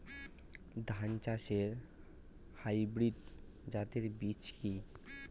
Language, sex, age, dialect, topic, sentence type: Bengali, male, 18-24, Rajbangshi, agriculture, question